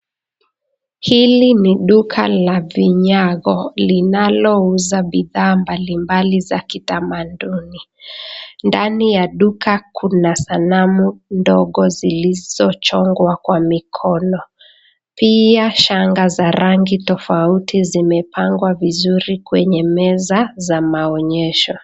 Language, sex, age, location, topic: Swahili, female, 25-35, Nakuru, finance